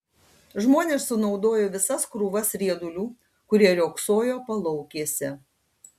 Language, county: Lithuanian, Panevėžys